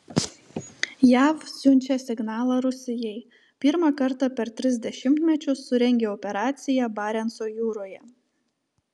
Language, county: Lithuanian, Telšiai